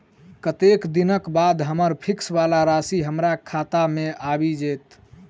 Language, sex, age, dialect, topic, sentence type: Maithili, male, 18-24, Southern/Standard, banking, question